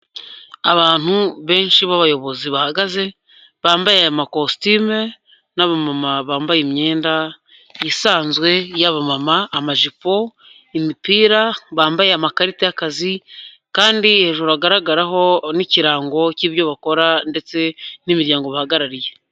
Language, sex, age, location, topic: Kinyarwanda, male, 25-35, Huye, health